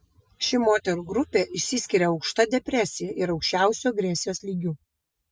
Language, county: Lithuanian, Vilnius